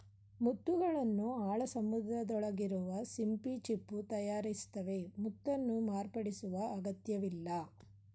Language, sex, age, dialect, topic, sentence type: Kannada, female, 41-45, Mysore Kannada, agriculture, statement